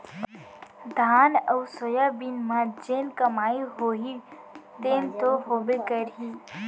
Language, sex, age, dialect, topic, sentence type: Chhattisgarhi, female, 18-24, Central, agriculture, statement